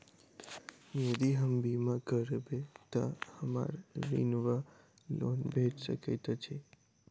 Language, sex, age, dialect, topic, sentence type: Maithili, male, 18-24, Southern/Standard, banking, question